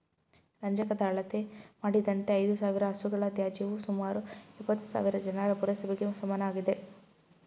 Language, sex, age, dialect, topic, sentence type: Kannada, female, 25-30, Mysore Kannada, agriculture, statement